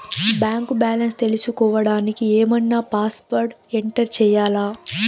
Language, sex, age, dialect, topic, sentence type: Telugu, female, 18-24, Southern, banking, question